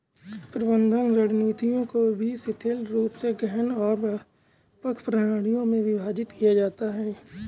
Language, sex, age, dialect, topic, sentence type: Hindi, male, 18-24, Awadhi Bundeli, agriculture, statement